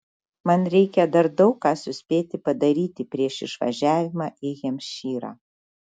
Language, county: Lithuanian, Šiauliai